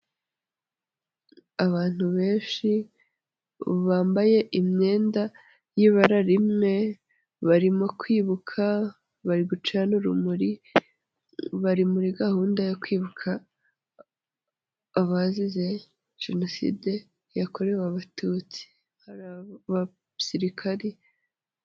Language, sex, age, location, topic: Kinyarwanda, female, 25-35, Nyagatare, government